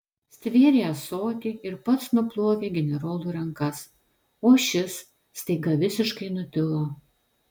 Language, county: Lithuanian, Telšiai